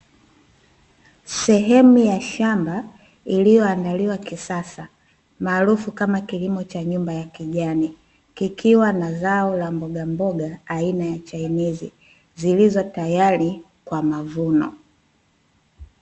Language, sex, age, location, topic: Swahili, female, 25-35, Dar es Salaam, agriculture